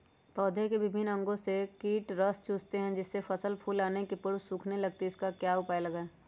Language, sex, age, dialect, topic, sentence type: Magahi, female, 31-35, Western, agriculture, question